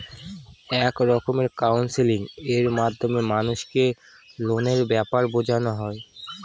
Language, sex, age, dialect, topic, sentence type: Bengali, female, 25-30, Northern/Varendri, banking, statement